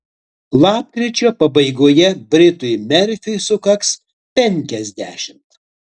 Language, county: Lithuanian, Utena